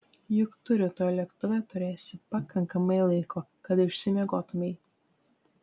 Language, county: Lithuanian, Tauragė